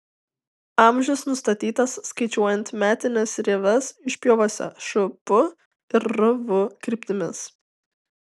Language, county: Lithuanian, Tauragė